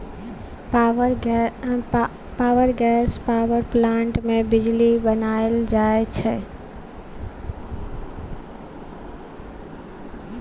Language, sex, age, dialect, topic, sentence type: Maithili, female, 18-24, Bajjika, agriculture, statement